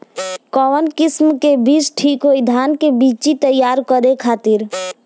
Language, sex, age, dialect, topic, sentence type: Bhojpuri, female, <18, Southern / Standard, agriculture, question